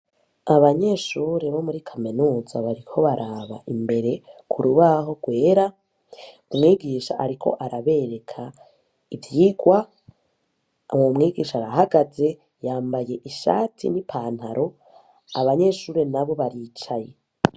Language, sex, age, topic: Rundi, female, 18-24, education